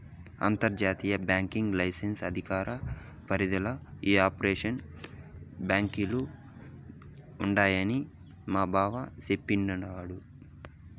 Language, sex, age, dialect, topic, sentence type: Telugu, male, 18-24, Southern, banking, statement